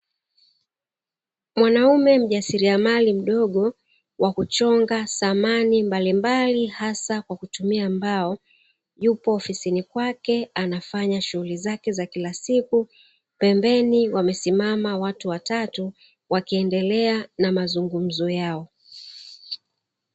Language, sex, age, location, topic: Swahili, female, 36-49, Dar es Salaam, finance